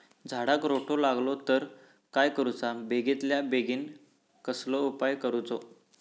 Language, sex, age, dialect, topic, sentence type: Marathi, male, 18-24, Southern Konkan, agriculture, question